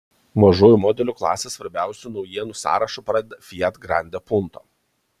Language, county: Lithuanian, Kaunas